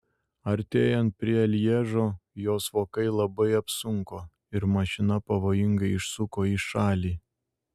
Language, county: Lithuanian, Šiauliai